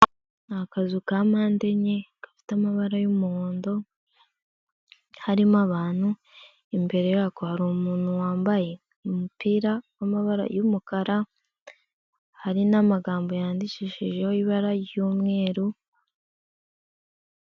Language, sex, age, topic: Kinyarwanda, female, 18-24, finance